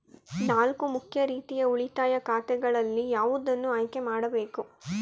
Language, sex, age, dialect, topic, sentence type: Kannada, female, 18-24, Mysore Kannada, banking, question